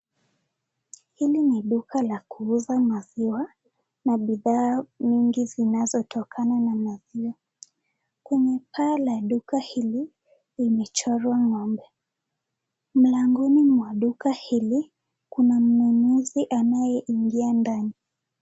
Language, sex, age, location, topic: Swahili, female, 18-24, Nakuru, finance